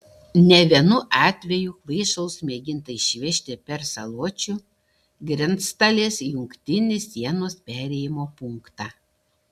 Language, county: Lithuanian, Šiauliai